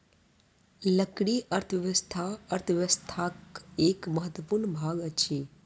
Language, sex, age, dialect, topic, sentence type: Maithili, female, 25-30, Southern/Standard, agriculture, statement